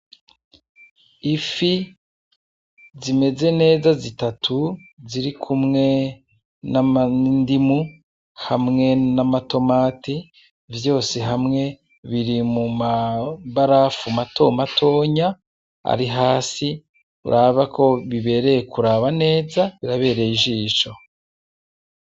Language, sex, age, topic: Rundi, male, 36-49, agriculture